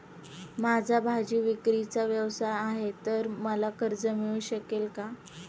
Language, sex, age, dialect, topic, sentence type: Marathi, female, 18-24, Standard Marathi, banking, question